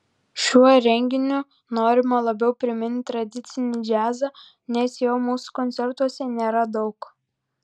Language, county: Lithuanian, Vilnius